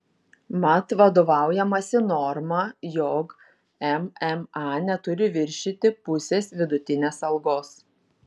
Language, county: Lithuanian, Šiauliai